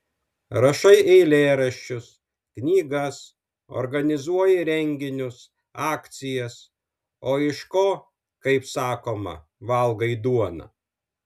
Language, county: Lithuanian, Alytus